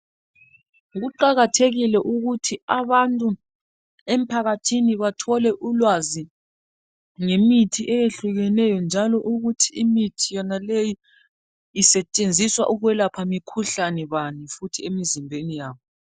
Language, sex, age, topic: North Ndebele, male, 36-49, health